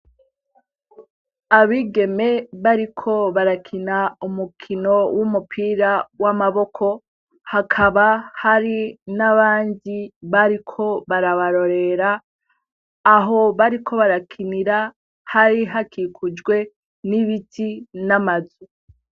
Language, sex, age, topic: Rundi, female, 18-24, education